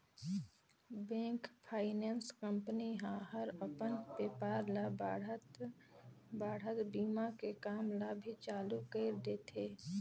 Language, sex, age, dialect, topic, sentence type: Chhattisgarhi, female, 18-24, Northern/Bhandar, banking, statement